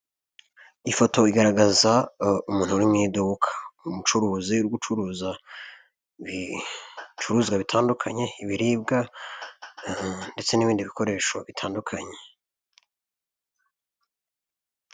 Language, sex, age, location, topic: Kinyarwanda, male, 25-35, Nyagatare, finance